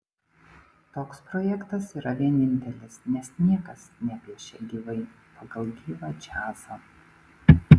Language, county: Lithuanian, Panevėžys